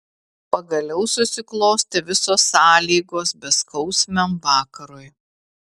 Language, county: Lithuanian, Vilnius